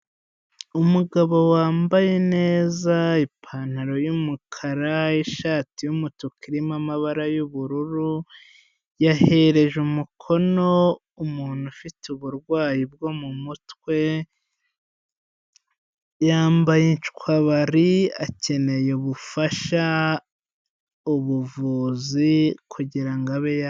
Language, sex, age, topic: Kinyarwanda, male, 25-35, health